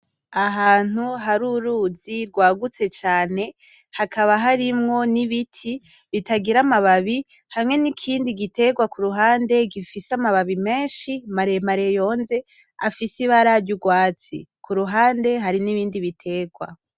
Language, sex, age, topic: Rundi, female, 18-24, agriculture